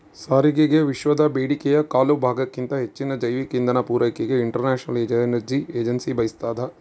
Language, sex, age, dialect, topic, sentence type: Kannada, male, 56-60, Central, agriculture, statement